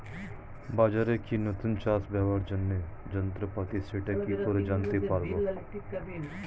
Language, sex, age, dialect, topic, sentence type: Bengali, male, 36-40, Standard Colloquial, agriculture, question